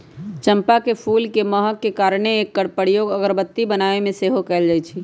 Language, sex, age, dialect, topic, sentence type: Magahi, male, 31-35, Western, agriculture, statement